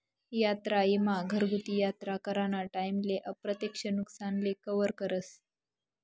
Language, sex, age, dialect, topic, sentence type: Marathi, female, 25-30, Northern Konkan, banking, statement